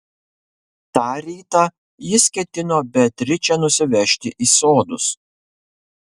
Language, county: Lithuanian, Kaunas